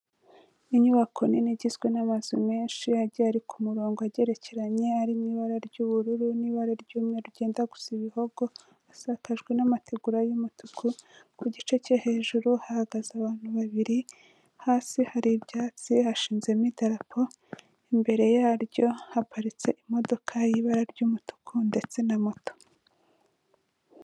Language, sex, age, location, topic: Kinyarwanda, female, 25-35, Kigali, health